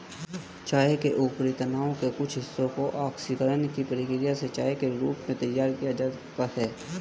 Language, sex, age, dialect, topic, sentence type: Hindi, male, 18-24, Hindustani Malvi Khadi Boli, agriculture, statement